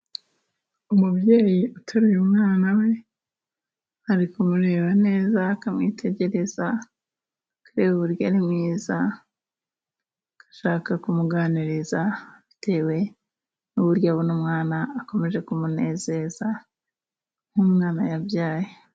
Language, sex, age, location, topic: Kinyarwanda, female, 25-35, Musanze, government